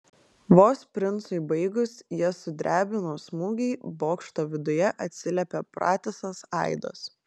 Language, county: Lithuanian, Klaipėda